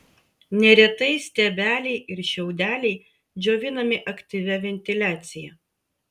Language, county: Lithuanian, Vilnius